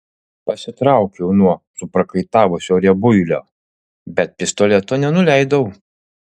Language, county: Lithuanian, Utena